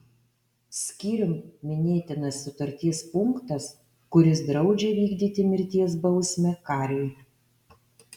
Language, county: Lithuanian, Alytus